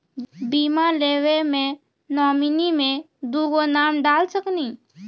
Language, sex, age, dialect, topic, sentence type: Maithili, female, 31-35, Angika, banking, question